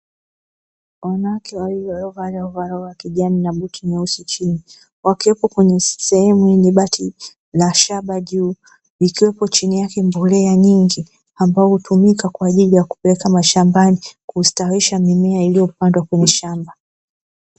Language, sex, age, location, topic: Swahili, female, 36-49, Dar es Salaam, agriculture